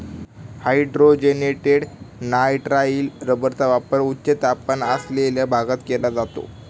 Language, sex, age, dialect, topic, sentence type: Marathi, male, 18-24, Standard Marathi, agriculture, statement